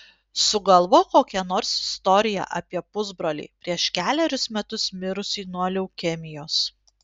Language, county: Lithuanian, Panevėžys